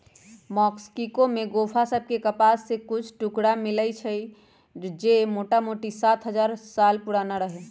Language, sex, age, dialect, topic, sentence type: Magahi, male, 18-24, Western, agriculture, statement